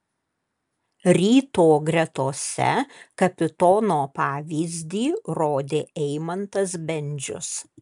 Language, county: Lithuanian, Kaunas